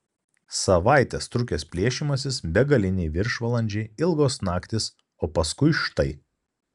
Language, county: Lithuanian, Kaunas